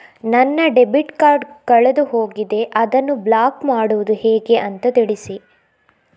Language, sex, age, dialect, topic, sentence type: Kannada, female, 25-30, Coastal/Dakshin, banking, question